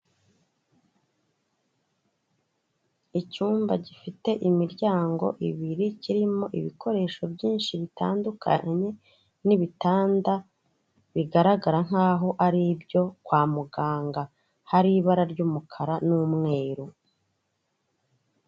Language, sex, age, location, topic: Kinyarwanda, female, 36-49, Kigali, health